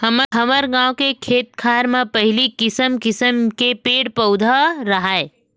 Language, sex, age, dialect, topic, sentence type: Chhattisgarhi, female, 36-40, Western/Budati/Khatahi, agriculture, statement